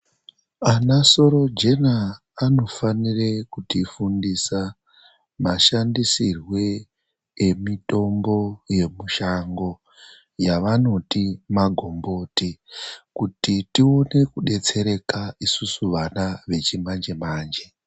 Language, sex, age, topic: Ndau, male, 36-49, health